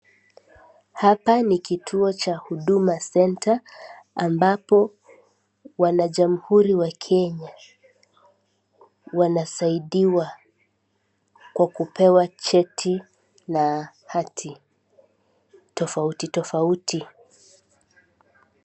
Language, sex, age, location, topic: Swahili, female, 18-24, Kisii, government